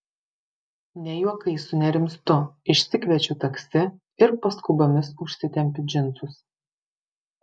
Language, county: Lithuanian, Vilnius